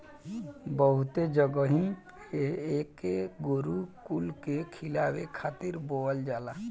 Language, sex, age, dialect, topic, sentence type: Bhojpuri, male, 18-24, Northern, agriculture, statement